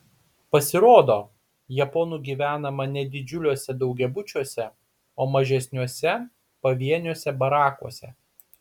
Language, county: Lithuanian, Panevėžys